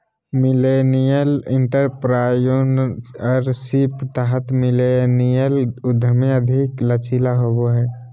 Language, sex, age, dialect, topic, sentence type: Magahi, male, 18-24, Southern, banking, statement